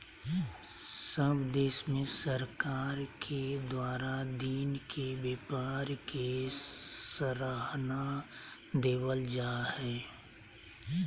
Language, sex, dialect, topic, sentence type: Magahi, male, Southern, banking, statement